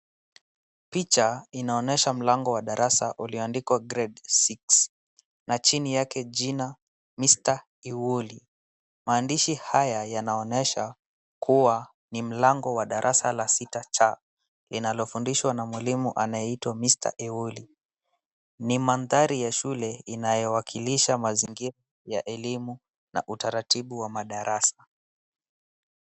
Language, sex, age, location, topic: Swahili, male, 18-24, Wajir, education